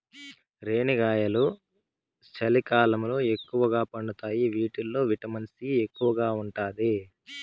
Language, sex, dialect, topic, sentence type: Telugu, male, Southern, agriculture, statement